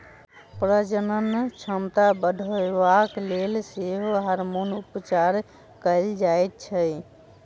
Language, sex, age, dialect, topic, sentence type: Maithili, female, 18-24, Southern/Standard, agriculture, statement